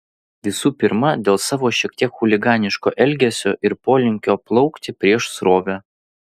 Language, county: Lithuanian, Vilnius